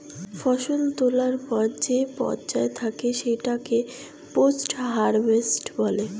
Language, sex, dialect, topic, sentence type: Bengali, female, Standard Colloquial, agriculture, statement